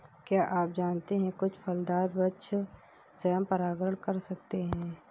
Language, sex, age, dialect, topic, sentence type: Hindi, female, 41-45, Awadhi Bundeli, agriculture, statement